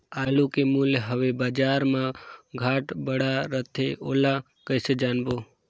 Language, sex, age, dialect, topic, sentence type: Chhattisgarhi, male, 18-24, Northern/Bhandar, agriculture, question